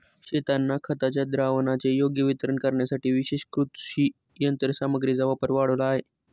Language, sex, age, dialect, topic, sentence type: Marathi, male, 25-30, Standard Marathi, agriculture, statement